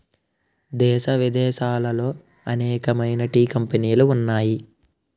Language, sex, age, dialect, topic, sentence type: Telugu, male, 18-24, Utterandhra, agriculture, statement